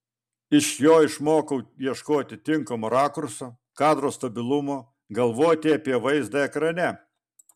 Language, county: Lithuanian, Vilnius